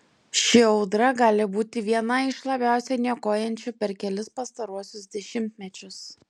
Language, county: Lithuanian, Klaipėda